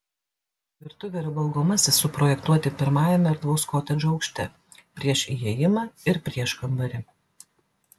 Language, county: Lithuanian, Klaipėda